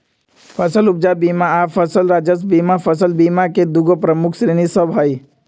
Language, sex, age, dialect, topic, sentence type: Magahi, male, 18-24, Western, banking, statement